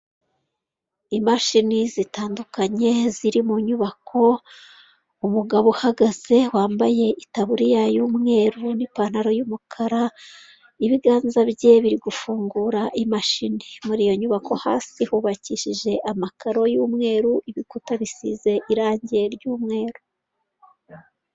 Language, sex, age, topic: Kinyarwanda, female, 36-49, government